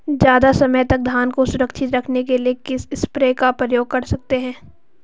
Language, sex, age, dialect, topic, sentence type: Hindi, female, 18-24, Marwari Dhudhari, agriculture, question